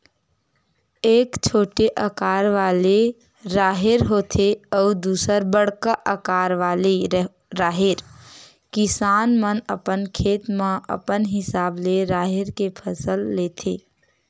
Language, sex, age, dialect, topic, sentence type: Chhattisgarhi, female, 18-24, Western/Budati/Khatahi, agriculture, statement